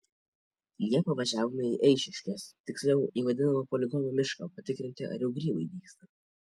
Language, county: Lithuanian, Kaunas